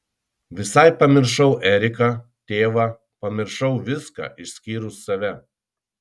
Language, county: Lithuanian, Kaunas